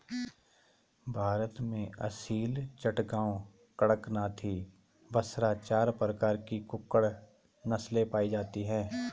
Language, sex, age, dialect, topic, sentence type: Hindi, male, 31-35, Garhwali, agriculture, statement